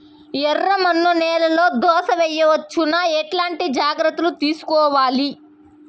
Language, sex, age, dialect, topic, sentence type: Telugu, female, 25-30, Southern, agriculture, question